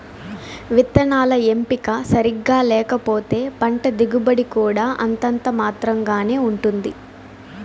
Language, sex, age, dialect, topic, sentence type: Telugu, female, 18-24, Southern, agriculture, statement